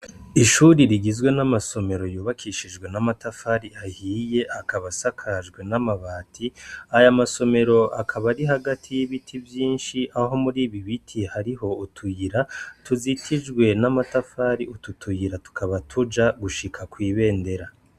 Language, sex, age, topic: Rundi, male, 25-35, education